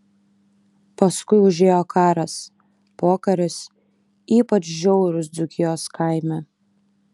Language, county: Lithuanian, Kaunas